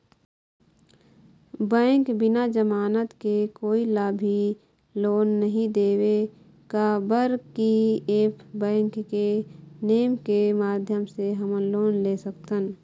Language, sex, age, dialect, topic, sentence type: Chhattisgarhi, female, 25-30, Eastern, banking, question